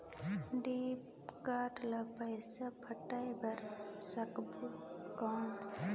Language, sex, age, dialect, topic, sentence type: Chhattisgarhi, female, 25-30, Northern/Bhandar, banking, question